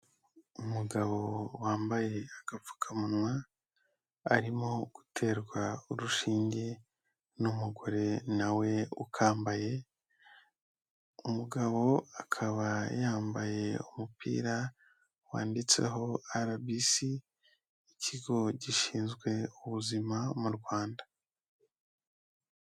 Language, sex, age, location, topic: Kinyarwanda, male, 18-24, Kigali, health